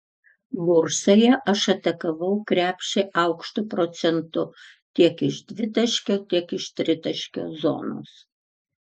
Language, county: Lithuanian, Tauragė